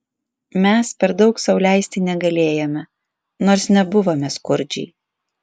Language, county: Lithuanian, Alytus